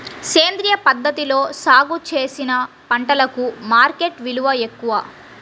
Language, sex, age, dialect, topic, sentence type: Telugu, female, 36-40, Central/Coastal, agriculture, statement